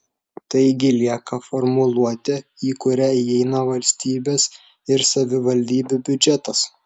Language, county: Lithuanian, Šiauliai